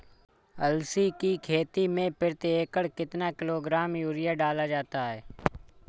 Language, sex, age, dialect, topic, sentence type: Hindi, male, 36-40, Awadhi Bundeli, agriculture, question